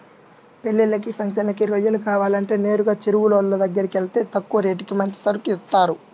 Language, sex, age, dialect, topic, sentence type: Telugu, male, 18-24, Central/Coastal, agriculture, statement